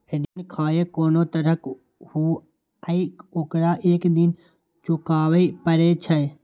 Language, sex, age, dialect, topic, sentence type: Maithili, male, 18-24, Eastern / Thethi, banking, statement